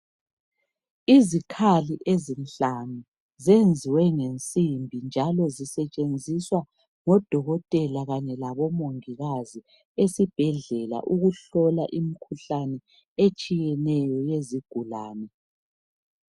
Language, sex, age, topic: North Ndebele, female, 36-49, health